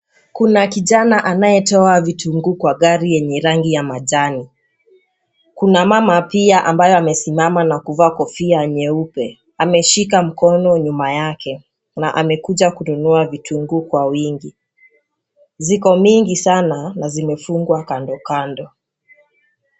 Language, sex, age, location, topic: Swahili, female, 18-24, Nakuru, finance